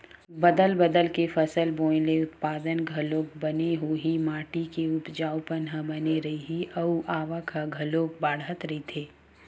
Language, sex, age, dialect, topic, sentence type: Chhattisgarhi, female, 18-24, Western/Budati/Khatahi, agriculture, statement